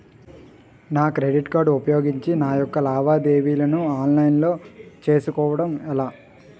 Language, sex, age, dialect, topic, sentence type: Telugu, male, 18-24, Utterandhra, banking, question